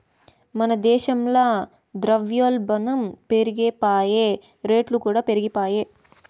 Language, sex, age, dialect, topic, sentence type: Telugu, female, 18-24, Southern, banking, statement